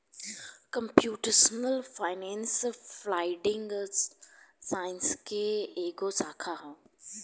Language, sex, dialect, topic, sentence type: Bhojpuri, female, Southern / Standard, banking, statement